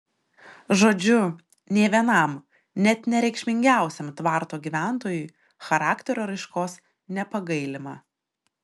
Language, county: Lithuanian, Šiauliai